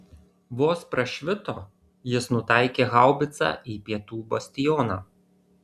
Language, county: Lithuanian, Kaunas